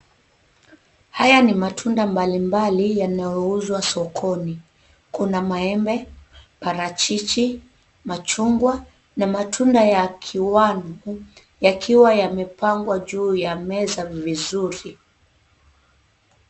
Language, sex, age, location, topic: Swahili, female, 36-49, Nairobi, finance